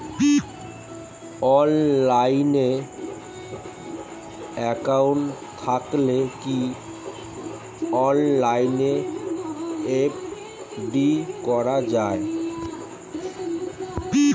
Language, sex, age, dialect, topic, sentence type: Bengali, male, 41-45, Standard Colloquial, banking, question